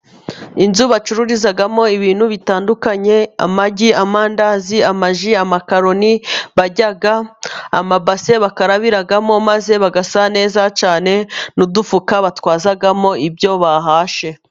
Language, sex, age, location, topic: Kinyarwanda, female, 25-35, Musanze, finance